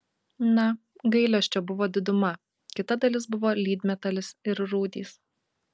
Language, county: Lithuanian, Kaunas